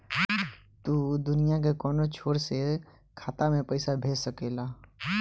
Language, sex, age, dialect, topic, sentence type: Bhojpuri, male, 18-24, Southern / Standard, banking, statement